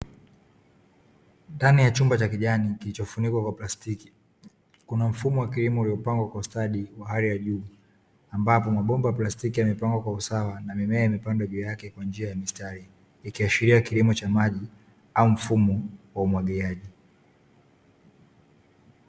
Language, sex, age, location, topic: Swahili, male, 18-24, Dar es Salaam, agriculture